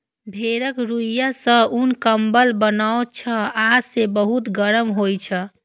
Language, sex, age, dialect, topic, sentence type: Maithili, female, 25-30, Eastern / Thethi, agriculture, statement